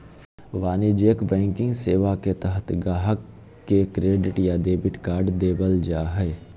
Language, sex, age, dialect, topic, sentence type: Magahi, male, 18-24, Southern, banking, statement